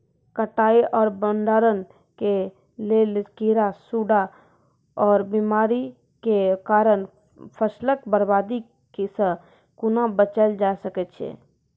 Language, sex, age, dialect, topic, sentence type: Maithili, female, 51-55, Angika, agriculture, question